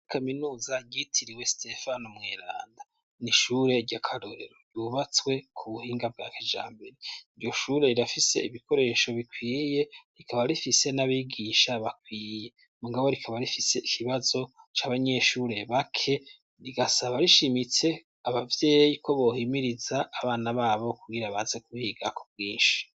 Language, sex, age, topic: Rundi, male, 36-49, education